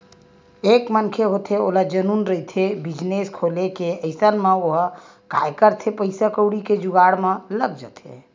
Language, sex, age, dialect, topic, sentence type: Chhattisgarhi, female, 18-24, Western/Budati/Khatahi, banking, statement